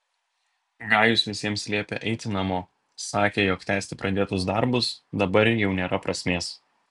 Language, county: Lithuanian, Vilnius